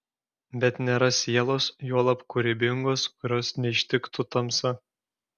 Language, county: Lithuanian, Klaipėda